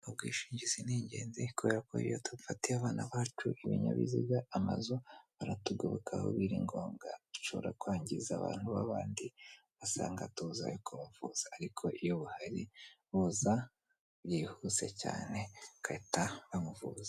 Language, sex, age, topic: Kinyarwanda, male, 18-24, finance